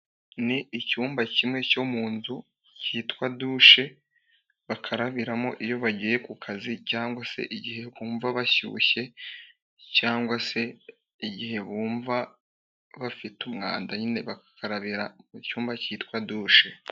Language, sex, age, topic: Kinyarwanda, male, 18-24, finance